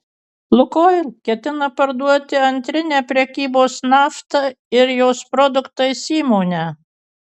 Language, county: Lithuanian, Kaunas